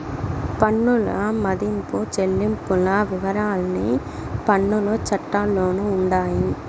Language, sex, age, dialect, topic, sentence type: Telugu, female, 18-24, Southern, banking, statement